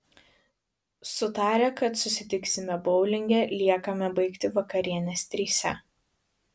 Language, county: Lithuanian, Vilnius